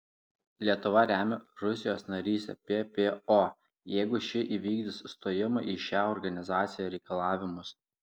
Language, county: Lithuanian, Klaipėda